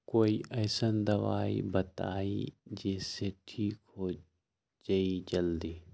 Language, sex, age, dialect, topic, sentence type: Magahi, male, 60-100, Western, agriculture, question